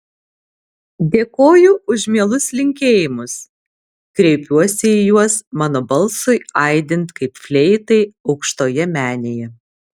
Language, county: Lithuanian, Alytus